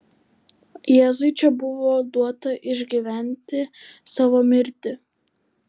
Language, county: Lithuanian, Vilnius